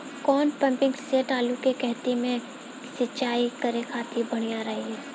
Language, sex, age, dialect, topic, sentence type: Bhojpuri, female, 18-24, Southern / Standard, agriculture, question